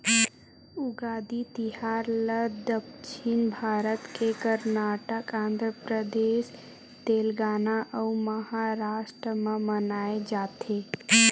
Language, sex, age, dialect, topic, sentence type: Chhattisgarhi, female, 18-24, Western/Budati/Khatahi, agriculture, statement